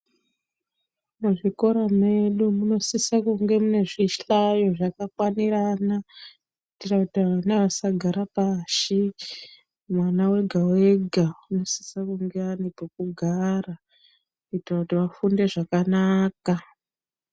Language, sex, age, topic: Ndau, female, 36-49, education